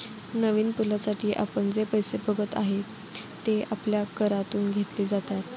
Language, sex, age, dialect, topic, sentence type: Marathi, female, 18-24, Standard Marathi, banking, statement